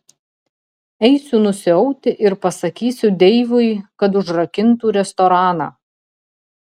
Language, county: Lithuanian, Telšiai